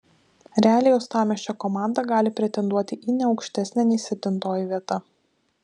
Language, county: Lithuanian, Vilnius